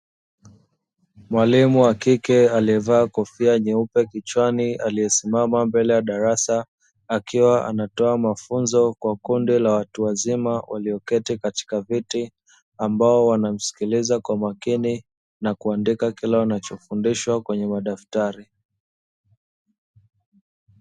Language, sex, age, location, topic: Swahili, male, 25-35, Dar es Salaam, education